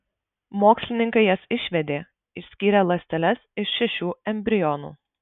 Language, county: Lithuanian, Marijampolė